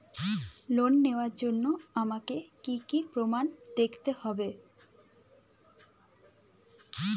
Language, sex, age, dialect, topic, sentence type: Bengali, female, 18-24, Jharkhandi, banking, statement